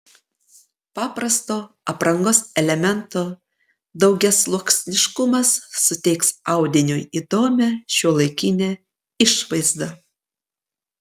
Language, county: Lithuanian, Panevėžys